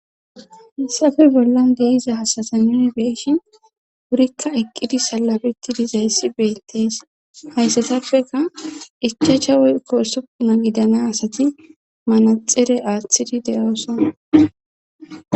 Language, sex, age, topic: Gamo, female, 18-24, government